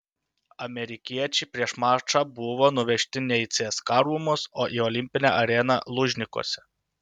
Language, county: Lithuanian, Utena